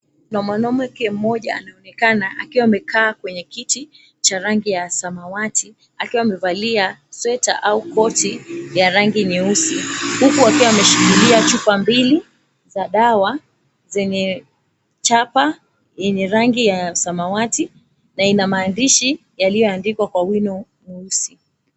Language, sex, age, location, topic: Swahili, female, 25-35, Mombasa, health